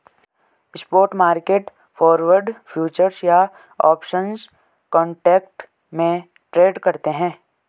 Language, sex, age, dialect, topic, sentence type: Hindi, male, 18-24, Garhwali, banking, statement